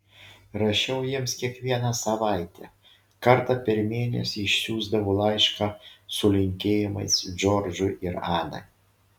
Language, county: Lithuanian, Šiauliai